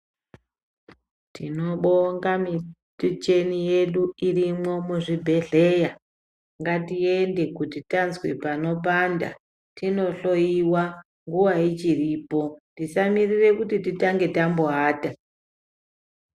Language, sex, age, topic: Ndau, female, 25-35, health